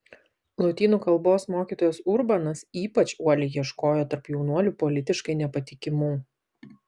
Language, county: Lithuanian, Vilnius